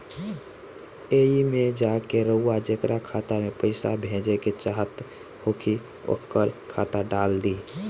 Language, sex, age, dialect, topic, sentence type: Bhojpuri, male, 18-24, Southern / Standard, banking, statement